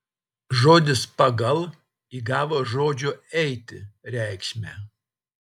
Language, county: Lithuanian, Telšiai